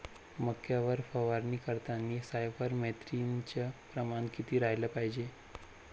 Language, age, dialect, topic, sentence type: Marathi, 18-24, Varhadi, agriculture, question